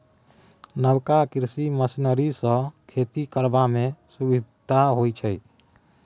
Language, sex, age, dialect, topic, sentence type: Maithili, male, 31-35, Bajjika, agriculture, statement